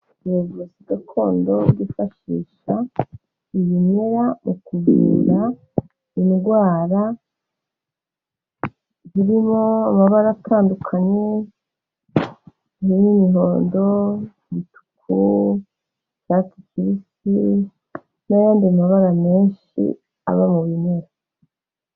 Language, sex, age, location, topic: Kinyarwanda, female, 36-49, Kigali, health